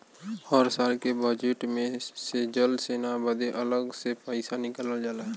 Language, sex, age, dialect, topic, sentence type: Bhojpuri, male, 18-24, Western, banking, statement